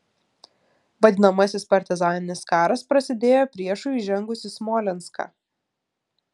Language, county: Lithuanian, Klaipėda